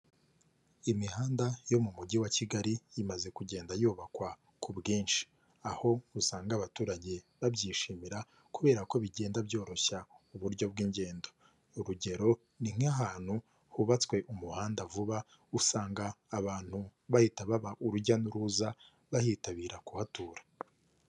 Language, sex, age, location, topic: Kinyarwanda, male, 25-35, Kigali, government